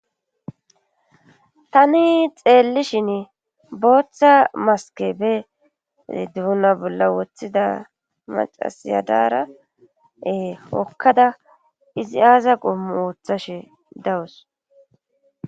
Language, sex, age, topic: Gamo, female, 25-35, government